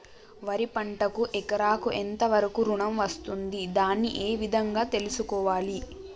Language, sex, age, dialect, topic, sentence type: Telugu, female, 18-24, Telangana, agriculture, question